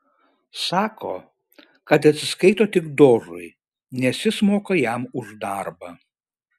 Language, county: Lithuanian, Šiauliai